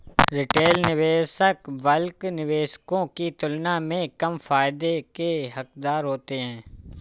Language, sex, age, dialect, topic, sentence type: Hindi, male, 25-30, Awadhi Bundeli, banking, statement